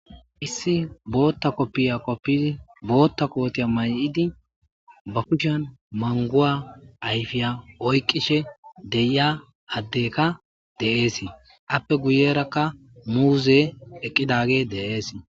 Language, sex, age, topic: Gamo, male, 25-35, agriculture